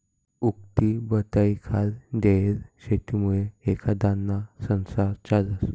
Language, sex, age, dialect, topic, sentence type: Marathi, male, 18-24, Northern Konkan, agriculture, statement